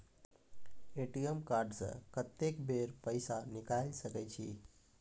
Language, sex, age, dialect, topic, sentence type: Maithili, male, 18-24, Angika, banking, question